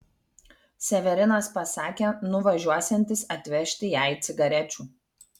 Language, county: Lithuanian, Kaunas